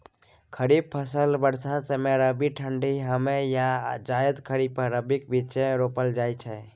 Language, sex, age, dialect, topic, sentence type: Maithili, male, 31-35, Bajjika, agriculture, statement